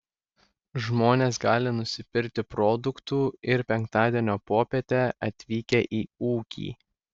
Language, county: Lithuanian, Klaipėda